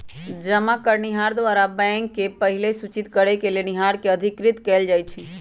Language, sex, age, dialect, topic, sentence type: Magahi, female, 41-45, Western, banking, statement